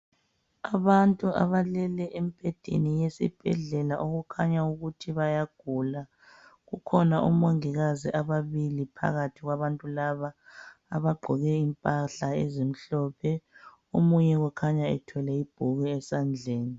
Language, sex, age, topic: North Ndebele, female, 25-35, health